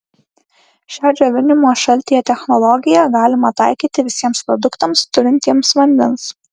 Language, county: Lithuanian, Klaipėda